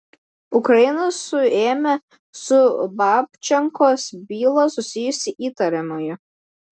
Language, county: Lithuanian, Klaipėda